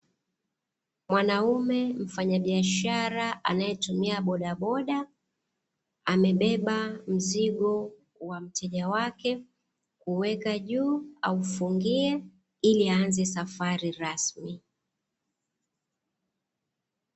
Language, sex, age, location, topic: Swahili, female, 25-35, Dar es Salaam, government